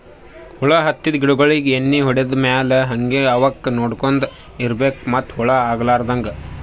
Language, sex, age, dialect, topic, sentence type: Kannada, male, 18-24, Northeastern, agriculture, statement